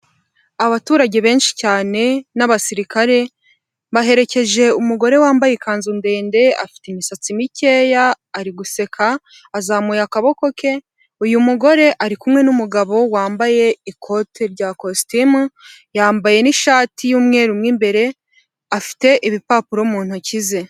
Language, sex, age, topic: Kinyarwanda, female, 18-24, government